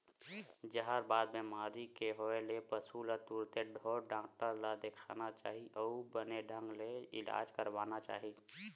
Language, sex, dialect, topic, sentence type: Chhattisgarhi, male, Western/Budati/Khatahi, agriculture, statement